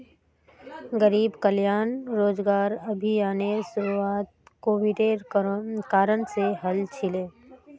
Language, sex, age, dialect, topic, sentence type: Magahi, female, 18-24, Northeastern/Surjapuri, banking, statement